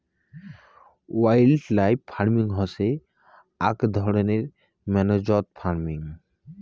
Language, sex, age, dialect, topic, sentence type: Bengali, male, 18-24, Rajbangshi, agriculture, statement